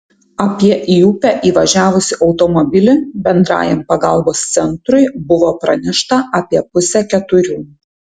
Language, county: Lithuanian, Tauragė